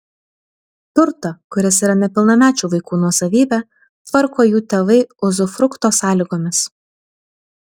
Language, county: Lithuanian, Vilnius